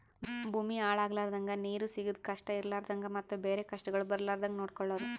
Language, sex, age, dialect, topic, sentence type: Kannada, male, 25-30, Northeastern, agriculture, statement